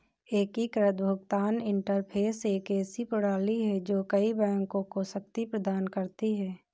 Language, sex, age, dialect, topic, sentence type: Hindi, female, 18-24, Awadhi Bundeli, banking, statement